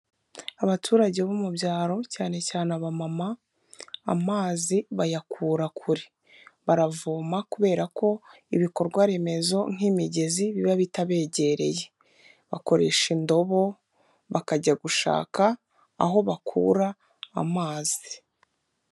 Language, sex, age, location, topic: Kinyarwanda, female, 25-35, Kigali, health